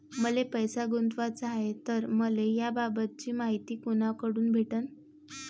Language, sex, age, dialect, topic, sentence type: Marathi, female, 18-24, Varhadi, banking, question